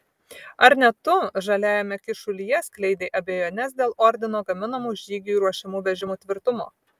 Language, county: Lithuanian, Vilnius